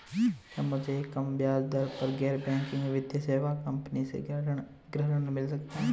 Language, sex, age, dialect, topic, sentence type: Hindi, male, 18-24, Marwari Dhudhari, banking, question